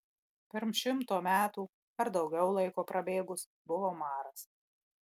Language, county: Lithuanian, Marijampolė